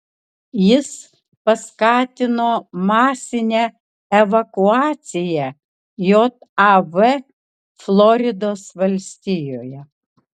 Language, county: Lithuanian, Kaunas